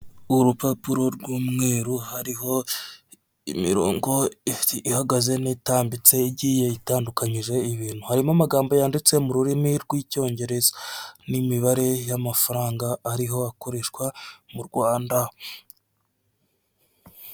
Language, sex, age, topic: Kinyarwanda, male, 25-35, finance